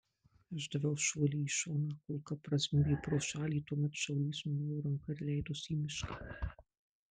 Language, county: Lithuanian, Marijampolė